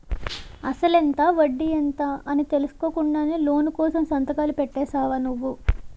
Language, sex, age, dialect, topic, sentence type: Telugu, female, 18-24, Utterandhra, banking, statement